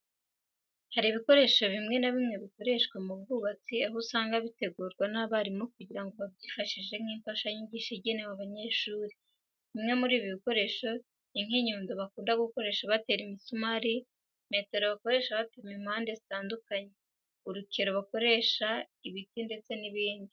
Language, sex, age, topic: Kinyarwanda, female, 18-24, education